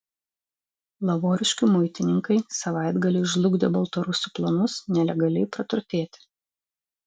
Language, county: Lithuanian, Vilnius